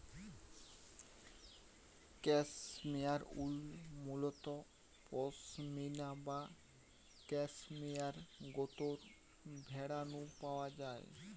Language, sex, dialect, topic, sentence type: Bengali, male, Western, agriculture, statement